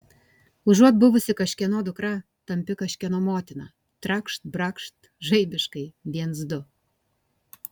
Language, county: Lithuanian, Kaunas